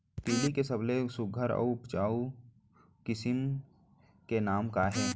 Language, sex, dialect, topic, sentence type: Chhattisgarhi, male, Central, agriculture, question